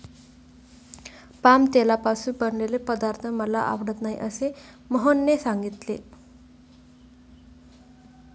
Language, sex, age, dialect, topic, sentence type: Marathi, female, 18-24, Standard Marathi, agriculture, statement